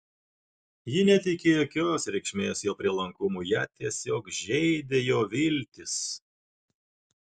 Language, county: Lithuanian, Klaipėda